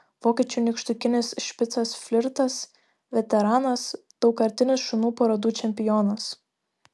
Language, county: Lithuanian, Šiauliai